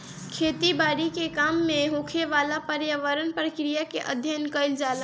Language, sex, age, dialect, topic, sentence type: Bhojpuri, female, 41-45, Northern, agriculture, statement